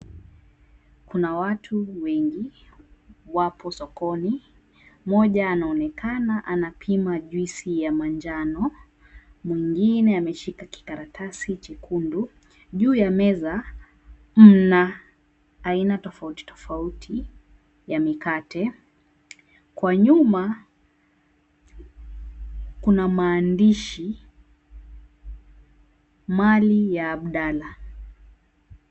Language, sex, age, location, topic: Swahili, female, 25-35, Mombasa, agriculture